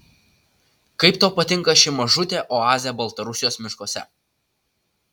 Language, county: Lithuanian, Utena